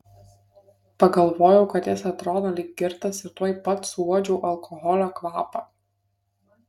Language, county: Lithuanian, Kaunas